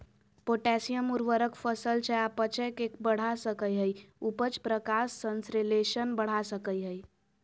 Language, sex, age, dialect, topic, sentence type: Magahi, female, 25-30, Southern, agriculture, statement